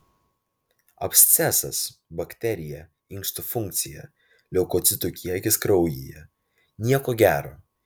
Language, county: Lithuanian, Vilnius